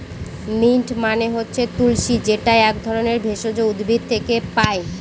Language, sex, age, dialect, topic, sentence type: Bengali, female, 31-35, Northern/Varendri, agriculture, statement